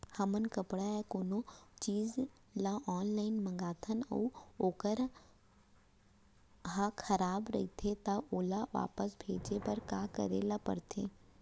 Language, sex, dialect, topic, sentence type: Chhattisgarhi, female, Central, agriculture, question